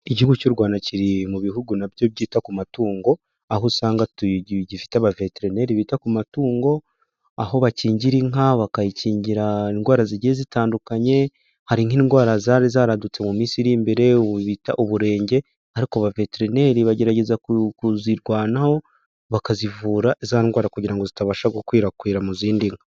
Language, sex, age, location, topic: Kinyarwanda, male, 18-24, Huye, agriculture